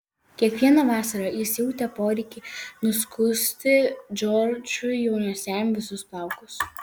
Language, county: Lithuanian, Vilnius